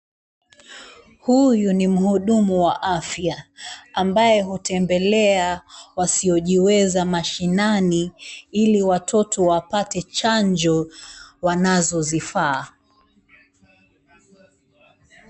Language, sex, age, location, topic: Swahili, female, 36-49, Mombasa, health